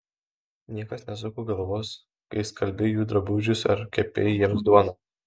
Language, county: Lithuanian, Kaunas